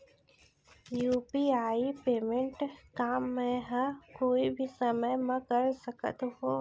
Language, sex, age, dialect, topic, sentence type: Chhattisgarhi, female, 60-100, Central, banking, question